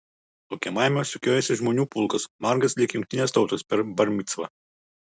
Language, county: Lithuanian, Utena